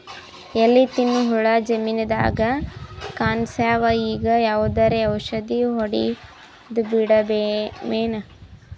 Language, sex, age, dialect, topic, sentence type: Kannada, female, 18-24, Northeastern, agriculture, question